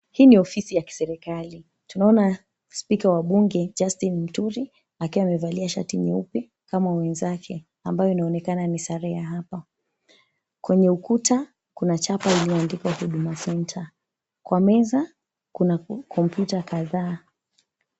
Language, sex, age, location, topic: Swahili, female, 25-35, Mombasa, government